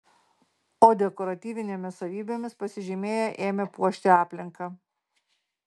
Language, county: Lithuanian, Marijampolė